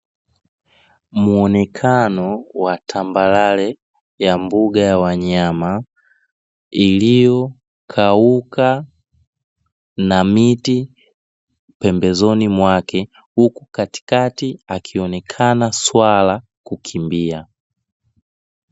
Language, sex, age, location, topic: Swahili, male, 25-35, Dar es Salaam, agriculture